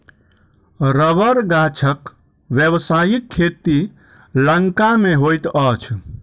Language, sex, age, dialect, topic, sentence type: Maithili, male, 25-30, Southern/Standard, agriculture, statement